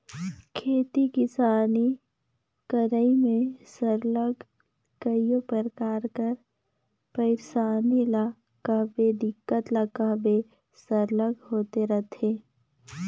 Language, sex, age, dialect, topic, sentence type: Chhattisgarhi, female, 25-30, Northern/Bhandar, agriculture, statement